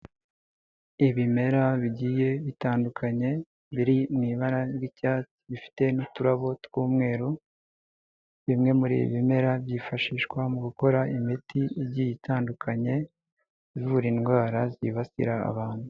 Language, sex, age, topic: Kinyarwanda, male, 18-24, health